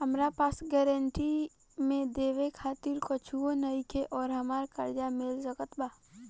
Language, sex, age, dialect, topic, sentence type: Bhojpuri, female, 18-24, Southern / Standard, banking, question